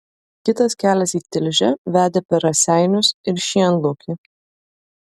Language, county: Lithuanian, Vilnius